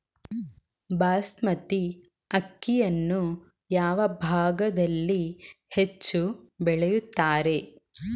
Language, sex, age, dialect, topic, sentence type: Kannada, female, 18-24, Coastal/Dakshin, agriculture, question